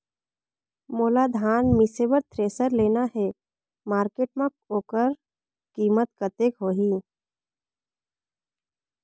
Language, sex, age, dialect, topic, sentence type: Chhattisgarhi, female, 46-50, Northern/Bhandar, agriculture, question